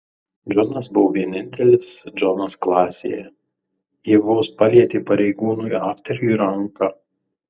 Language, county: Lithuanian, Tauragė